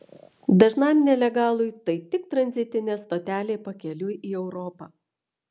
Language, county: Lithuanian, Vilnius